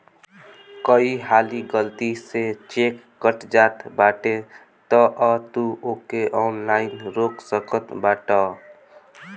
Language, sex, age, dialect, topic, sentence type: Bhojpuri, male, <18, Northern, banking, statement